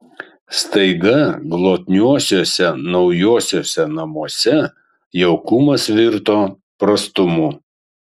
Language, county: Lithuanian, Kaunas